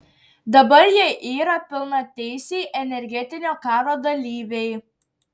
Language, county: Lithuanian, Šiauliai